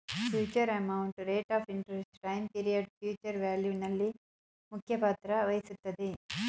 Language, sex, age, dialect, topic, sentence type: Kannada, female, 36-40, Mysore Kannada, banking, statement